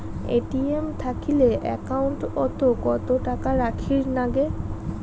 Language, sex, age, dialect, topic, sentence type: Bengali, female, 31-35, Rajbangshi, banking, question